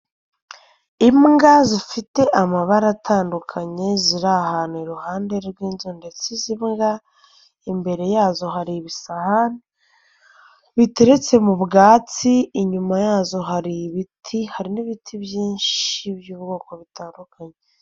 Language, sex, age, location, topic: Kinyarwanda, female, 18-24, Nyagatare, agriculture